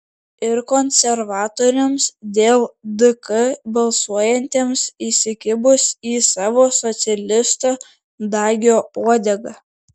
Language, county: Lithuanian, Šiauliai